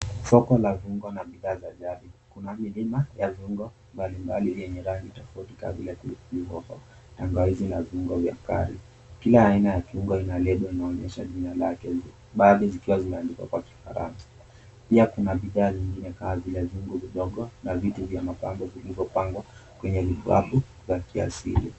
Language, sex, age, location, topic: Swahili, male, 18-24, Mombasa, agriculture